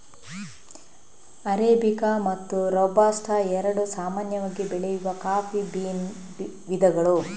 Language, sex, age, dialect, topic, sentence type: Kannada, female, 25-30, Coastal/Dakshin, agriculture, statement